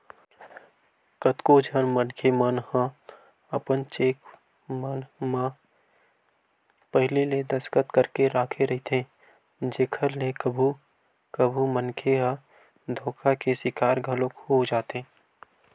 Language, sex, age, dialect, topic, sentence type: Chhattisgarhi, male, 18-24, Western/Budati/Khatahi, banking, statement